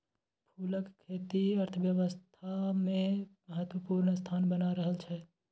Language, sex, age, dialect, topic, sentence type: Maithili, male, 18-24, Bajjika, agriculture, statement